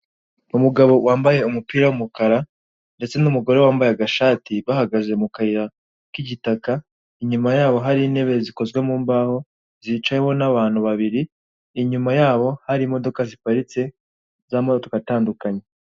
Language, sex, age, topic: Kinyarwanda, male, 18-24, government